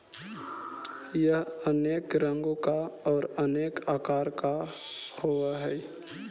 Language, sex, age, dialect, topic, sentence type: Magahi, male, 18-24, Central/Standard, agriculture, statement